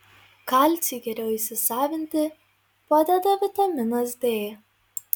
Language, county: Lithuanian, Marijampolė